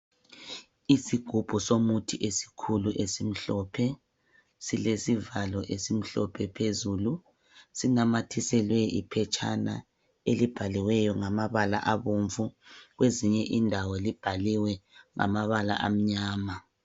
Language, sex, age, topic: North Ndebele, male, 50+, health